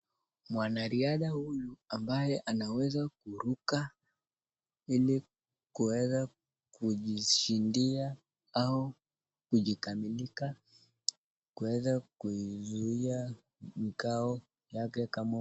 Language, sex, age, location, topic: Swahili, male, 25-35, Nakuru, education